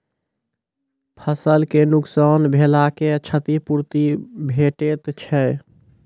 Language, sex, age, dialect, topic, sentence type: Maithili, male, 18-24, Angika, agriculture, question